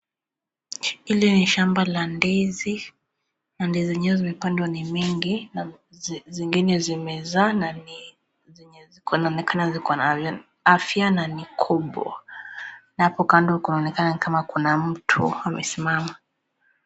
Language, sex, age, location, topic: Swahili, female, 25-35, Kisii, agriculture